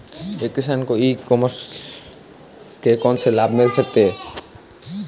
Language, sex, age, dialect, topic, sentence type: Hindi, male, 18-24, Marwari Dhudhari, agriculture, question